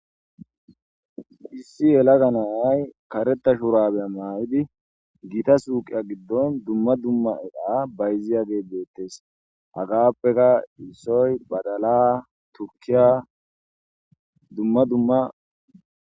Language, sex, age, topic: Gamo, male, 18-24, agriculture